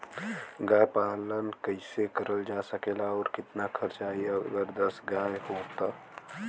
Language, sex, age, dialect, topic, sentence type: Bhojpuri, male, 18-24, Western, agriculture, question